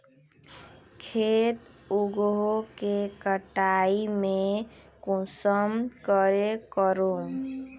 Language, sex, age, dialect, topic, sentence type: Magahi, female, 18-24, Northeastern/Surjapuri, agriculture, question